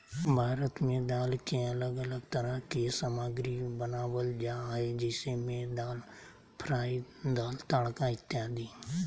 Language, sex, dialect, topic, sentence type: Magahi, male, Southern, agriculture, statement